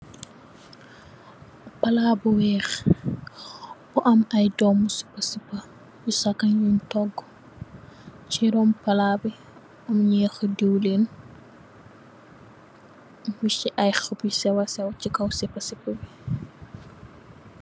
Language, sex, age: Wolof, female, 18-24